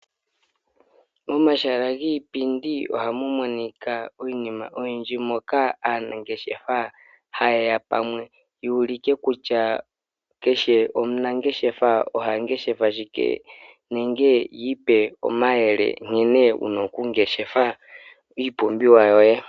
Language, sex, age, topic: Oshiwambo, male, 25-35, finance